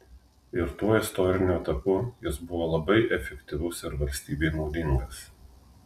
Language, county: Lithuanian, Telšiai